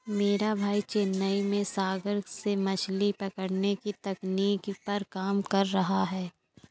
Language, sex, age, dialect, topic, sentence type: Hindi, female, 25-30, Awadhi Bundeli, agriculture, statement